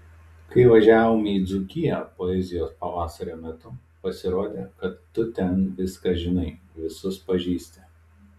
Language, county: Lithuanian, Telšiai